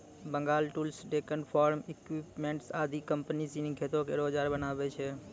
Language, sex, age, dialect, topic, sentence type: Maithili, male, 18-24, Angika, agriculture, statement